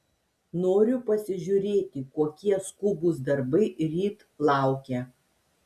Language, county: Lithuanian, Šiauliai